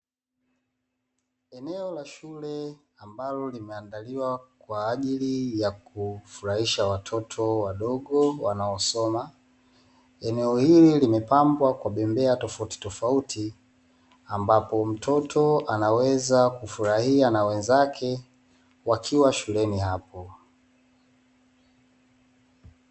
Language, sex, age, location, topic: Swahili, male, 18-24, Dar es Salaam, education